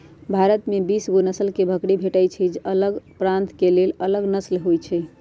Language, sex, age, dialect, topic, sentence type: Magahi, female, 46-50, Western, agriculture, statement